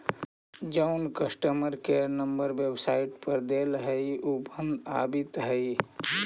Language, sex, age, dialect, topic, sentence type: Magahi, male, 36-40, Central/Standard, banking, statement